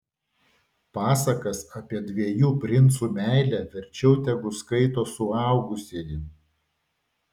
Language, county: Lithuanian, Vilnius